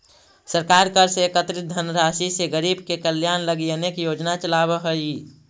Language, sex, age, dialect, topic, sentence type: Magahi, male, 25-30, Central/Standard, banking, statement